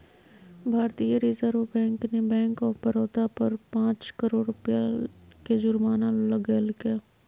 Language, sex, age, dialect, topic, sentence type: Magahi, female, 25-30, Southern, banking, statement